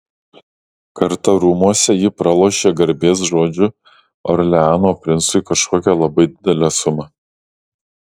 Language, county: Lithuanian, Kaunas